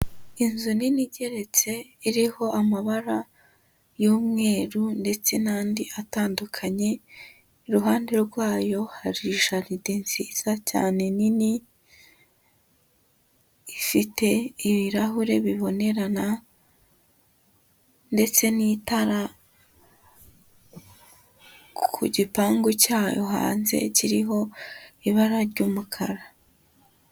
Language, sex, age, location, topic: Kinyarwanda, female, 18-24, Huye, government